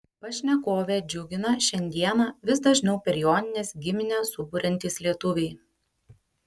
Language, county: Lithuanian, Panevėžys